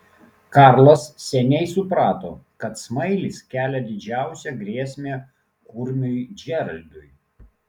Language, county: Lithuanian, Klaipėda